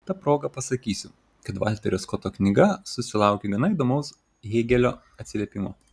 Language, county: Lithuanian, Šiauliai